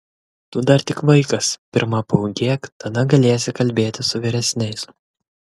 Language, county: Lithuanian, Kaunas